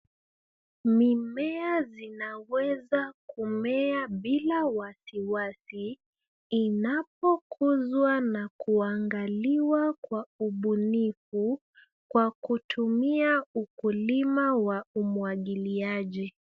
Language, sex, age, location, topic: Swahili, female, 25-35, Nairobi, agriculture